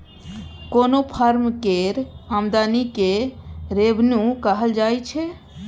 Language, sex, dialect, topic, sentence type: Maithili, female, Bajjika, banking, statement